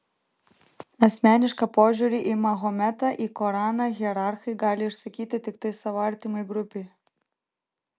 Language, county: Lithuanian, Vilnius